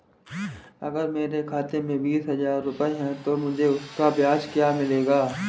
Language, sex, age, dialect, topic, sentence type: Hindi, male, 25-30, Marwari Dhudhari, banking, question